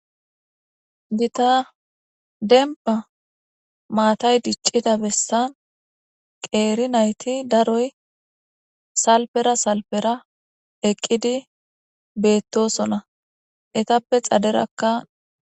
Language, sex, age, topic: Gamo, female, 18-24, government